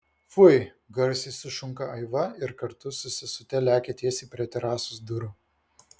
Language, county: Lithuanian, Vilnius